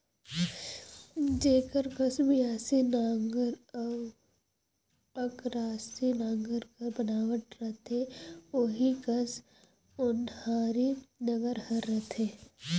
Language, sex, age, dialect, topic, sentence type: Chhattisgarhi, female, 18-24, Northern/Bhandar, agriculture, statement